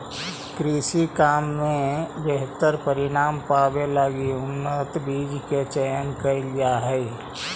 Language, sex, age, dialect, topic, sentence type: Magahi, female, 25-30, Central/Standard, agriculture, statement